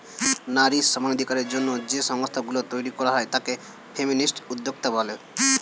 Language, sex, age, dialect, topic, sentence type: Bengali, male, 18-24, Standard Colloquial, banking, statement